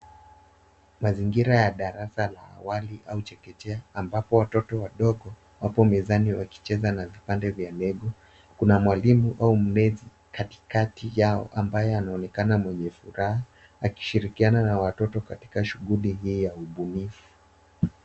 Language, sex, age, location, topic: Swahili, male, 18-24, Nairobi, education